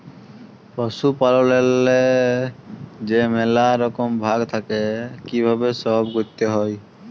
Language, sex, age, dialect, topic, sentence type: Bengali, male, 18-24, Jharkhandi, agriculture, statement